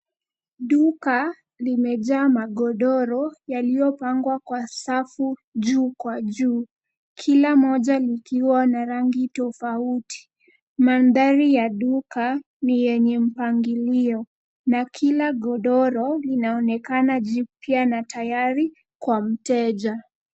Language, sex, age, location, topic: Swahili, female, 18-24, Nairobi, finance